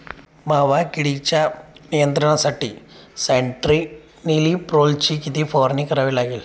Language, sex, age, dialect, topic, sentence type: Marathi, male, 25-30, Standard Marathi, agriculture, question